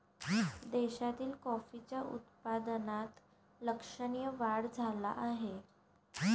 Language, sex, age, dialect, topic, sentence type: Marathi, female, 51-55, Varhadi, agriculture, statement